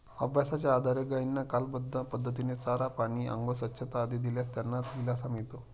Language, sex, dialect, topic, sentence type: Marathi, male, Standard Marathi, agriculture, statement